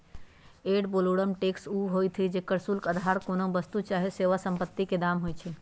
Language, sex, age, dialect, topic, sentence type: Magahi, female, 41-45, Western, banking, statement